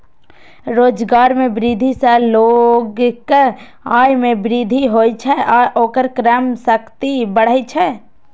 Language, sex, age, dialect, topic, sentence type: Maithili, female, 18-24, Eastern / Thethi, banking, statement